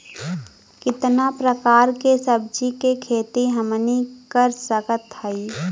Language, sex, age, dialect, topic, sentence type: Bhojpuri, female, 18-24, Western, agriculture, question